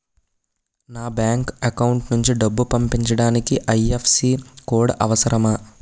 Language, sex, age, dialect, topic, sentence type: Telugu, male, 18-24, Utterandhra, banking, question